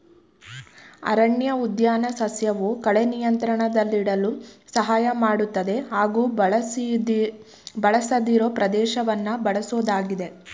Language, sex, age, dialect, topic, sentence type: Kannada, female, 25-30, Mysore Kannada, agriculture, statement